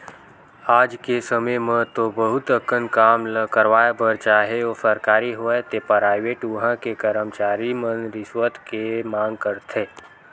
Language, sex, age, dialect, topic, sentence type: Chhattisgarhi, male, 18-24, Western/Budati/Khatahi, banking, statement